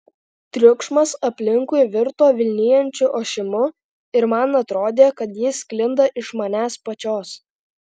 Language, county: Lithuanian, Alytus